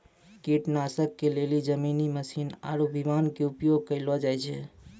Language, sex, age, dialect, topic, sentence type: Maithili, male, 25-30, Angika, agriculture, statement